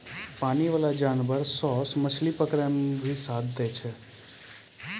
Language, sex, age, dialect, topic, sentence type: Maithili, male, 25-30, Angika, agriculture, statement